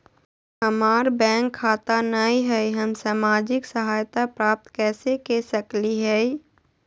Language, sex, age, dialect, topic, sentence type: Magahi, female, 51-55, Southern, banking, question